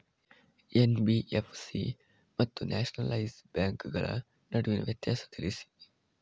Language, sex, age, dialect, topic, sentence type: Kannada, male, 25-30, Coastal/Dakshin, banking, question